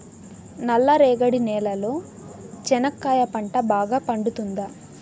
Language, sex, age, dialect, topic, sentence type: Telugu, female, 18-24, Southern, agriculture, question